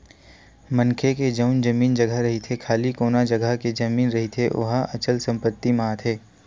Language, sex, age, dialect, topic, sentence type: Chhattisgarhi, male, 18-24, Western/Budati/Khatahi, banking, statement